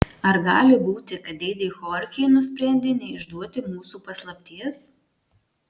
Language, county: Lithuanian, Marijampolė